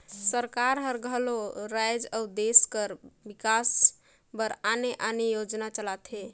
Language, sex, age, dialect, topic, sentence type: Chhattisgarhi, female, 18-24, Northern/Bhandar, banking, statement